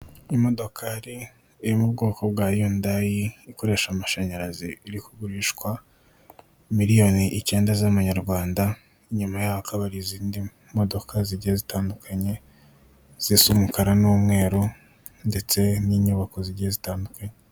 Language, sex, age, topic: Kinyarwanda, female, 18-24, finance